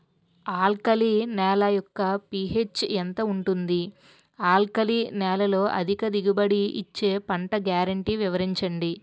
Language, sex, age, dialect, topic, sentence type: Telugu, female, 18-24, Utterandhra, agriculture, question